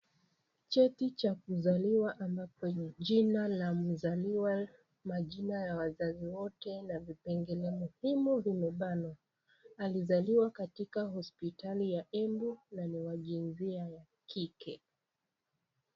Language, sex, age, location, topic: Swahili, female, 25-35, Kisii, government